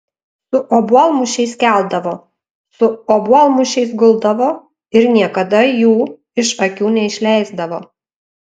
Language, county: Lithuanian, Panevėžys